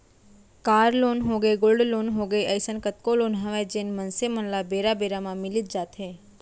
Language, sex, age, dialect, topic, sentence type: Chhattisgarhi, female, 31-35, Central, banking, statement